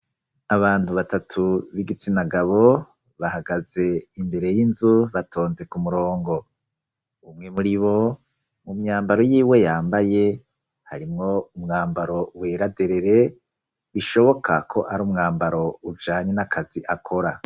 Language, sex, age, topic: Rundi, female, 36-49, education